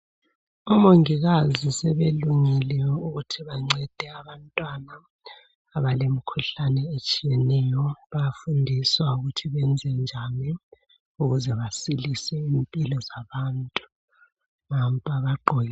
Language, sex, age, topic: North Ndebele, female, 36-49, health